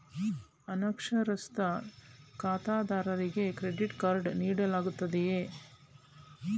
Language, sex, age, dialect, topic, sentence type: Kannada, female, 46-50, Mysore Kannada, banking, question